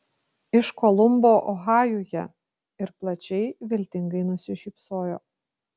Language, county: Lithuanian, Kaunas